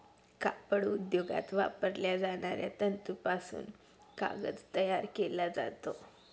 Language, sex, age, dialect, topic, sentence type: Marathi, female, 25-30, Northern Konkan, agriculture, statement